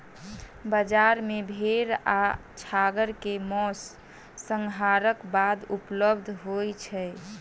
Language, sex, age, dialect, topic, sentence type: Maithili, female, 18-24, Southern/Standard, agriculture, statement